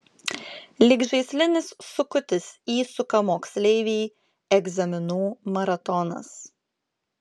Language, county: Lithuanian, Klaipėda